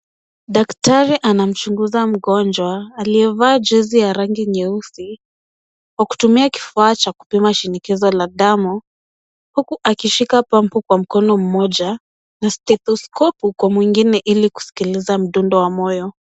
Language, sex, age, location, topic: Swahili, female, 18-24, Nairobi, health